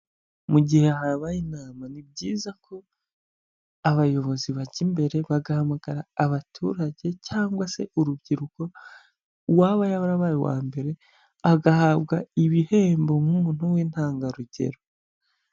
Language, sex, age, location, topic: Kinyarwanda, female, 36-49, Huye, health